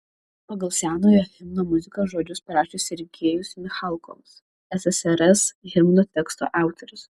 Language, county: Lithuanian, Šiauliai